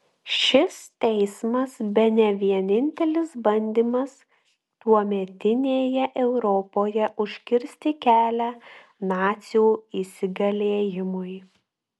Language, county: Lithuanian, Klaipėda